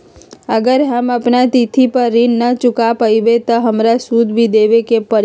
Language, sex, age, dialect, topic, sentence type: Magahi, female, 36-40, Western, banking, question